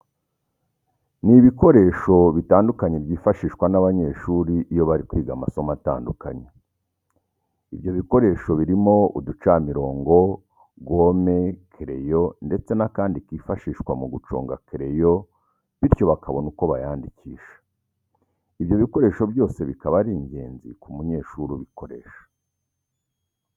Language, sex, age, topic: Kinyarwanda, male, 36-49, education